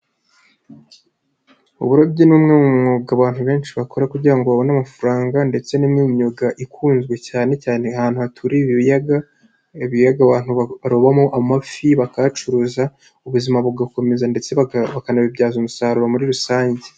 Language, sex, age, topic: Kinyarwanda, male, 25-35, agriculture